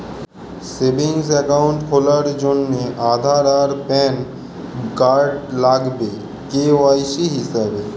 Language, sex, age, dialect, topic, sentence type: Bengali, male, 18-24, Standard Colloquial, banking, statement